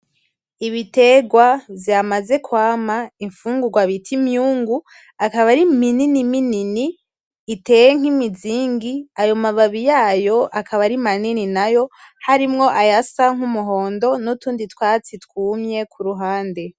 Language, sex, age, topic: Rundi, female, 18-24, agriculture